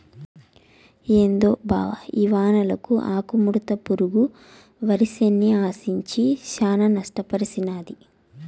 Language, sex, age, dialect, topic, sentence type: Telugu, female, 25-30, Southern, agriculture, statement